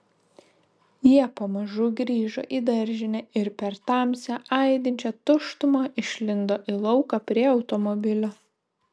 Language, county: Lithuanian, Šiauliai